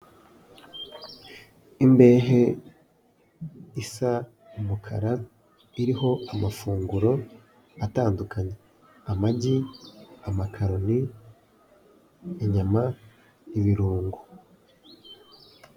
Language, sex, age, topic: Kinyarwanda, male, 18-24, finance